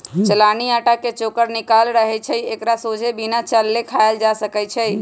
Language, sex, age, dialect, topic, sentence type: Magahi, female, 25-30, Western, agriculture, statement